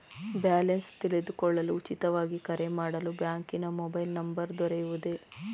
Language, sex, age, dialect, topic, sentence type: Kannada, female, 31-35, Mysore Kannada, banking, question